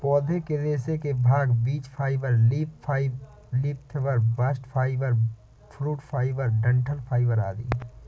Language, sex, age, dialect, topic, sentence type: Hindi, female, 18-24, Awadhi Bundeli, agriculture, statement